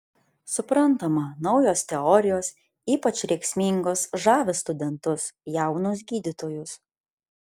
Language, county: Lithuanian, Kaunas